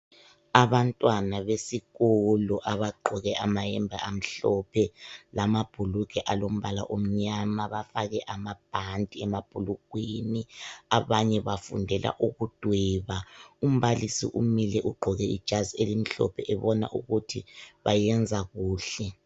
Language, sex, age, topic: North Ndebele, male, 25-35, education